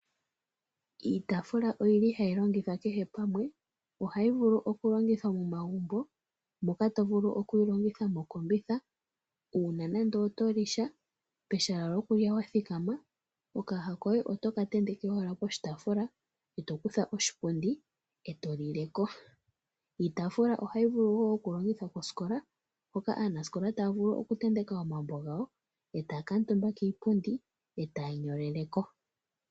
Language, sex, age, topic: Oshiwambo, female, 18-24, finance